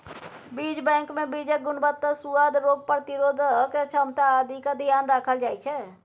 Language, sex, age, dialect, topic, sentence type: Maithili, female, 60-100, Bajjika, agriculture, statement